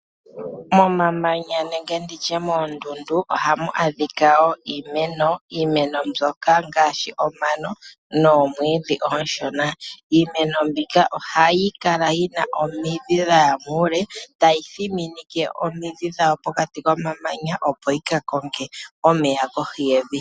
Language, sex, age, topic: Oshiwambo, male, 25-35, agriculture